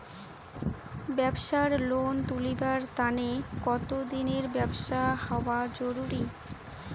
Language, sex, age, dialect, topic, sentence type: Bengali, female, 18-24, Rajbangshi, banking, question